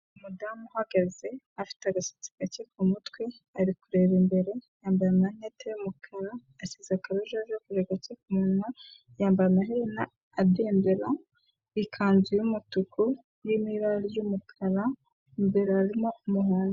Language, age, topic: Kinyarwanda, 25-35, government